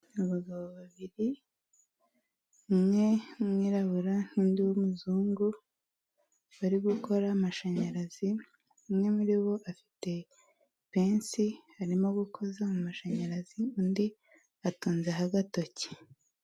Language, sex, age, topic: Kinyarwanda, female, 18-24, government